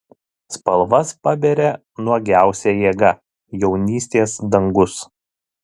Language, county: Lithuanian, Šiauliai